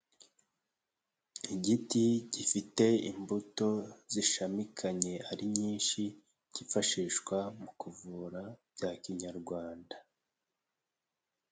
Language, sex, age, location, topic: Kinyarwanda, male, 18-24, Nyagatare, agriculture